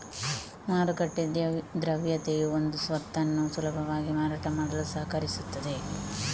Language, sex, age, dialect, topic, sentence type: Kannada, female, 18-24, Coastal/Dakshin, banking, statement